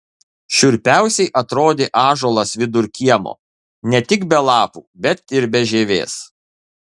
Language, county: Lithuanian, Kaunas